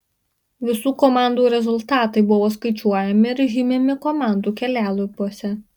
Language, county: Lithuanian, Marijampolė